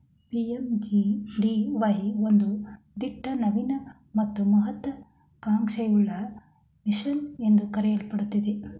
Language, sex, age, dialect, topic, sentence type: Kannada, male, 46-50, Mysore Kannada, banking, statement